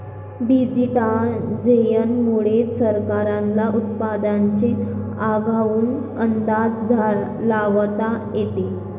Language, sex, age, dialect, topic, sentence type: Marathi, female, 25-30, Varhadi, agriculture, statement